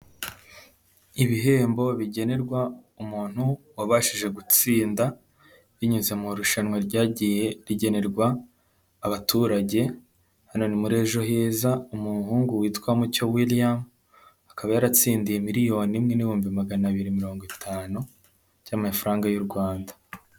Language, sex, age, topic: Kinyarwanda, male, 18-24, finance